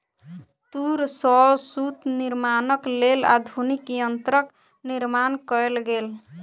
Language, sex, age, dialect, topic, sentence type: Maithili, female, 18-24, Southern/Standard, agriculture, statement